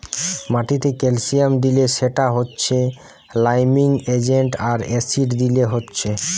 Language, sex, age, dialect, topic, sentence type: Bengali, male, 18-24, Western, agriculture, statement